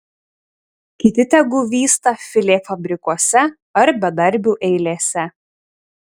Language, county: Lithuanian, Šiauliai